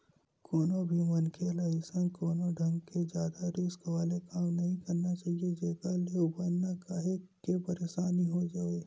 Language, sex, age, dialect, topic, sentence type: Chhattisgarhi, male, 18-24, Western/Budati/Khatahi, banking, statement